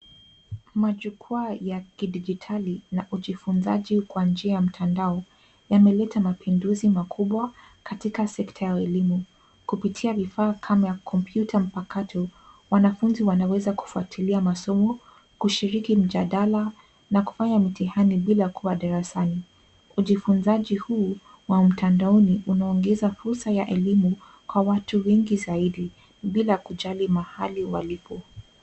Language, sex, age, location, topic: Swahili, female, 18-24, Nairobi, education